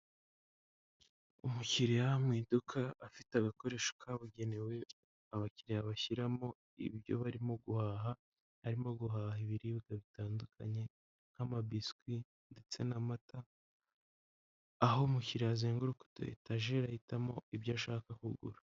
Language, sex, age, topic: Kinyarwanda, male, 25-35, finance